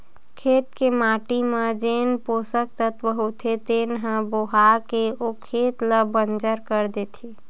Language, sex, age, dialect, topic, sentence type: Chhattisgarhi, female, 18-24, Western/Budati/Khatahi, agriculture, statement